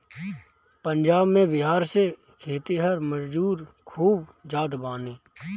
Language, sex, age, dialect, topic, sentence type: Bhojpuri, male, 25-30, Northern, agriculture, statement